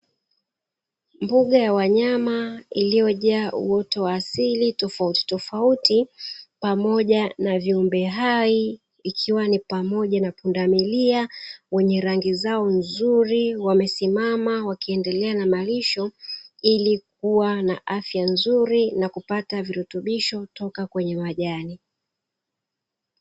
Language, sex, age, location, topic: Swahili, female, 36-49, Dar es Salaam, agriculture